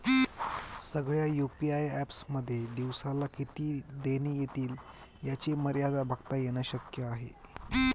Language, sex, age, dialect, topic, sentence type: Marathi, male, 25-30, Northern Konkan, banking, statement